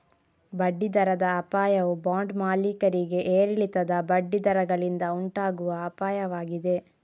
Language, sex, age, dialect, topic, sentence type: Kannada, female, 46-50, Coastal/Dakshin, banking, statement